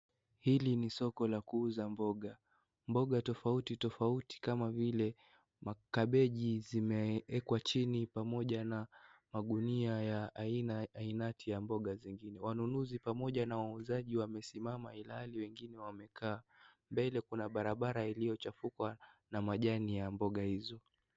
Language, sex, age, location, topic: Swahili, male, 18-24, Kisii, finance